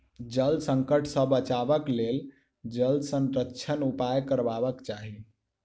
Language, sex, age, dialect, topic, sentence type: Maithili, male, 18-24, Southern/Standard, agriculture, statement